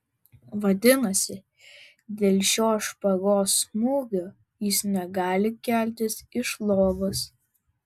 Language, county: Lithuanian, Vilnius